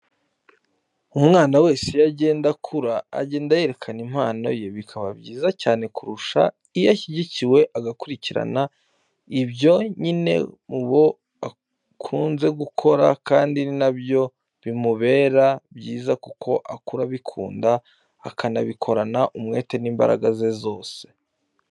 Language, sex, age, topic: Kinyarwanda, male, 25-35, education